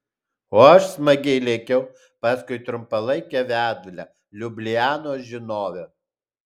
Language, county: Lithuanian, Alytus